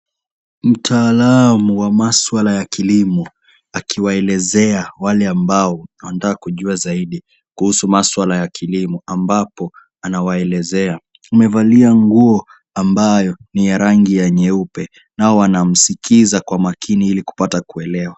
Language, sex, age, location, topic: Swahili, male, 18-24, Kisumu, agriculture